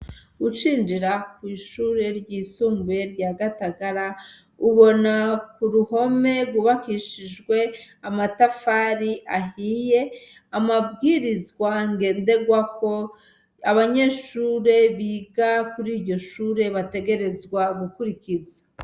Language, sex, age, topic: Rundi, female, 36-49, education